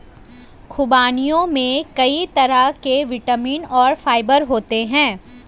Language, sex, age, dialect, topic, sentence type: Hindi, female, 25-30, Hindustani Malvi Khadi Boli, agriculture, statement